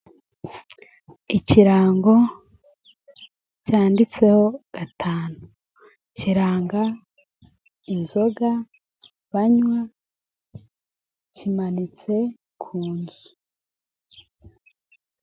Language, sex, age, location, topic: Kinyarwanda, female, 18-24, Nyagatare, finance